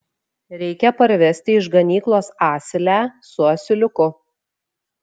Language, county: Lithuanian, Šiauliai